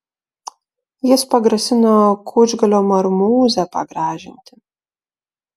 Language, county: Lithuanian, Klaipėda